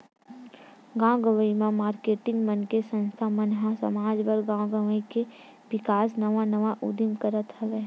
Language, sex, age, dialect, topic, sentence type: Chhattisgarhi, female, 60-100, Western/Budati/Khatahi, banking, statement